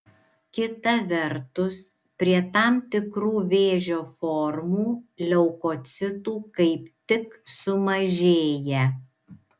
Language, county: Lithuanian, Šiauliai